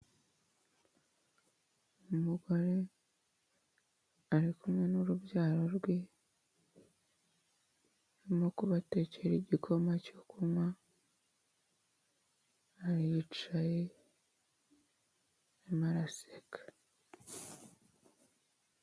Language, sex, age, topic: Kinyarwanda, female, 25-35, health